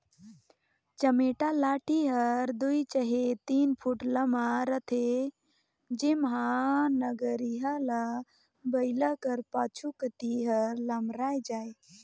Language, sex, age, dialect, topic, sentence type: Chhattisgarhi, female, 51-55, Northern/Bhandar, agriculture, statement